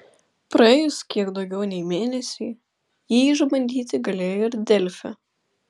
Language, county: Lithuanian, Klaipėda